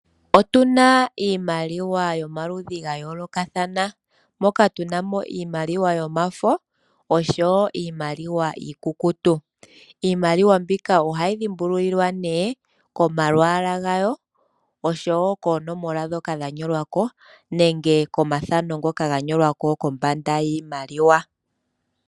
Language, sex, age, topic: Oshiwambo, female, 18-24, finance